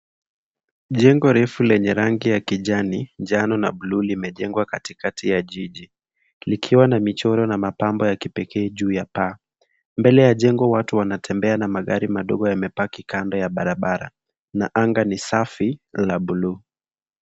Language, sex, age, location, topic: Swahili, male, 25-35, Nairobi, finance